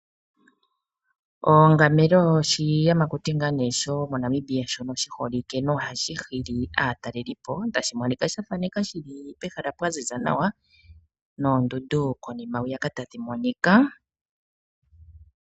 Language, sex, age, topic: Oshiwambo, female, 36-49, agriculture